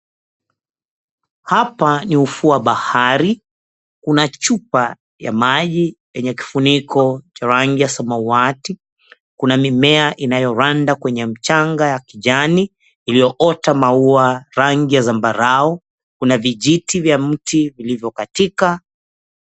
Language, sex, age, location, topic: Swahili, male, 36-49, Mombasa, agriculture